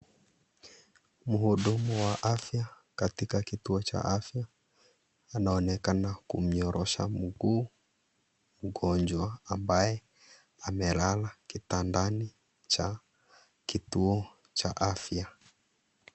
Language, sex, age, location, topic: Swahili, male, 25-35, Kisii, health